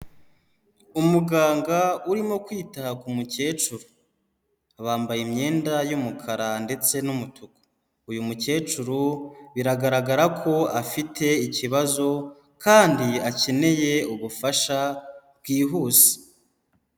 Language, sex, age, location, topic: Kinyarwanda, male, 25-35, Huye, health